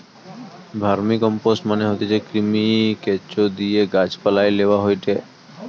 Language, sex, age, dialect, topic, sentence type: Bengali, male, 18-24, Western, agriculture, statement